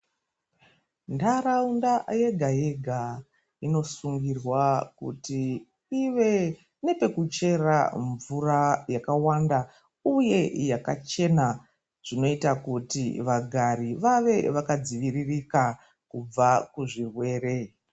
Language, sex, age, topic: Ndau, female, 25-35, health